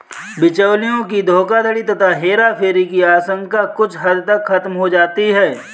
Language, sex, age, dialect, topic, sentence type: Hindi, male, 25-30, Kanauji Braj Bhasha, banking, statement